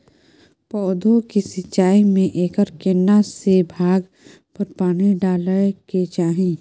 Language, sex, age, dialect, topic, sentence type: Maithili, female, 18-24, Bajjika, agriculture, question